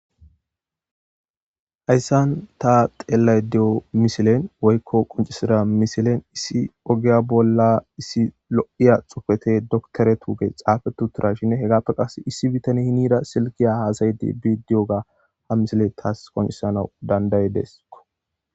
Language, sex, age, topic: Gamo, male, 18-24, government